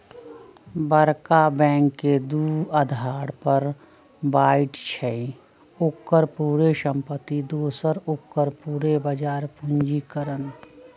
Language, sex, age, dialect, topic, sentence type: Magahi, female, 60-100, Western, banking, statement